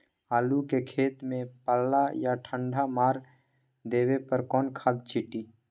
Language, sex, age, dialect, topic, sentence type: Magahi, male, 18-24, Western, agriculture, question